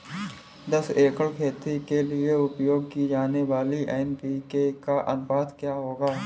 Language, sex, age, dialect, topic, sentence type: Hindi, male, 25-30, Marwari Dhudhari, agriculture, question